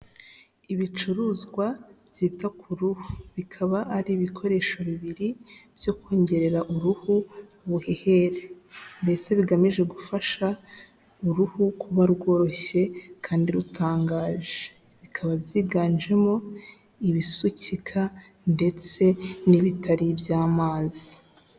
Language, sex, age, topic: Kinyarwanda, female, 18-24, health